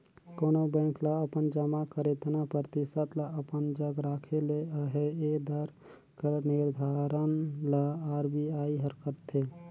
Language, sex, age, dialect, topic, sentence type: Chhattisgarhi, male, 36-40, Northern/Bhandar, banking, statement